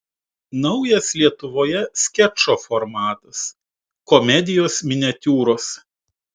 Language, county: Lithuanian, Utena